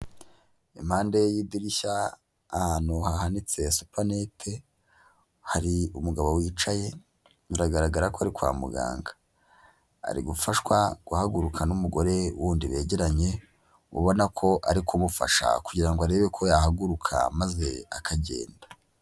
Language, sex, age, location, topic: Kinyarwanda, male, 18-24, Huye, health